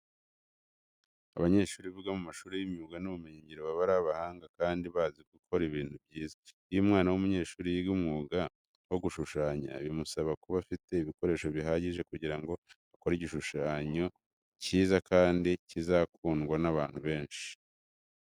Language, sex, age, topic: Kinyarwanda, male, 25-35, education